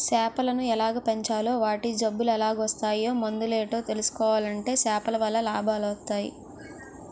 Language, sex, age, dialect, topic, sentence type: Telugu, female, 18-24, Utterandhra, agriculture, statement